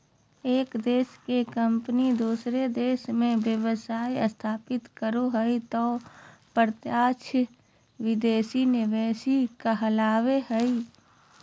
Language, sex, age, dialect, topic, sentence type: Magahi, female, 31-35, Southern, banking, statement